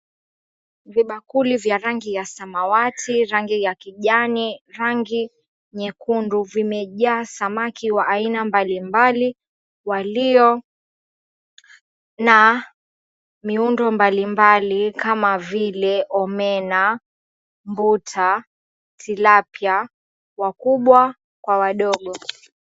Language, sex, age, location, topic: Swahili, female, 25-35, Mombasa, agriculture